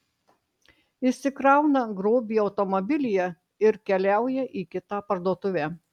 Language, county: Lithuanian, Marijampolė